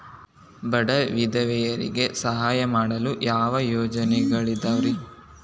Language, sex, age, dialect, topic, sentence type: Kannada, male, 18-24, Dharwad Kannada, banking, question